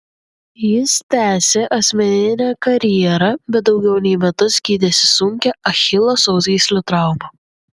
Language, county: Lithuanian, Vilnius